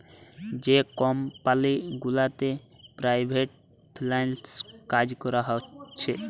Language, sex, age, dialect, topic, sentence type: Bengali, male, 18-24, Jharkhandi, banking, statement